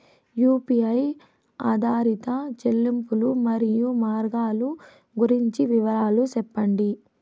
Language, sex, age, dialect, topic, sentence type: Telugu, female, 18-24, Southern, banking, question